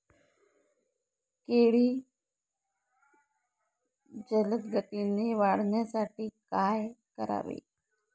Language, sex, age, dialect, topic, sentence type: Marathi, male, 41-45, Northern Konkan, agriculture, question